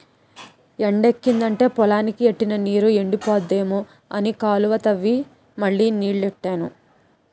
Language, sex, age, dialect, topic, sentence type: Telugu, female, 18-24, Utterandhra, agriculture, statement